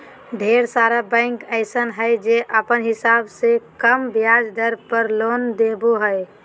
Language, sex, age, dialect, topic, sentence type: Magahi, female, 18-24, Southern, banking, statement